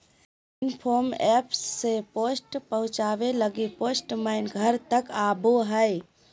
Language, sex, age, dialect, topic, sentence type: Magahi, female, 46-50, Southern, banking, statement